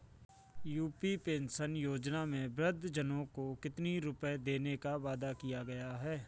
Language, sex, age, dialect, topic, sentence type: Hindi, male, 25-30, Awadhi Bundeli, banking, question